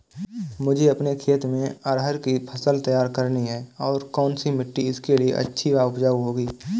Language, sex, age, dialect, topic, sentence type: Hindi, male, 18-24, Awadhi Bundeli, agriculture, question